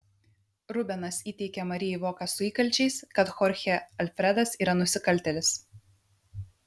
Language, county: Lithuanian, Vilnius